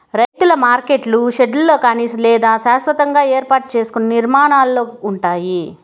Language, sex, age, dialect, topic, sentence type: Telugu, female, 31-35, Southern, agriculture, statement